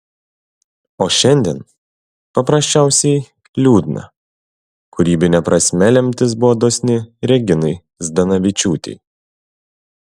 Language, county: Lithuanian, Šiauliai